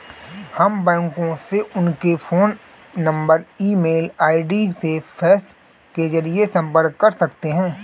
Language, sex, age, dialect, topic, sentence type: Hindi, male, 25-30, Marwari Dhudhari, banking, statement